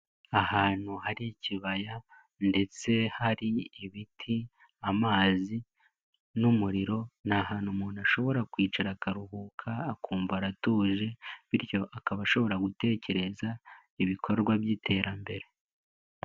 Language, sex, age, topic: Kinyarwanda, male, 18-24, agriculture